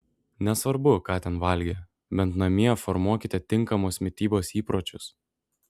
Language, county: Lithuanian, Šiauliai